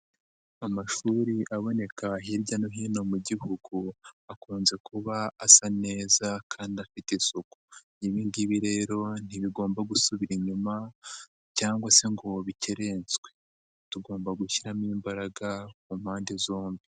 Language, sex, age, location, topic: Kinyarwanda, male, 50+, Nyagatare, education